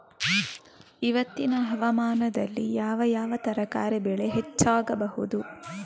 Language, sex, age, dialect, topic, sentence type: Kannada, female, 25-30, Coastal/Dakshin, agriculture, question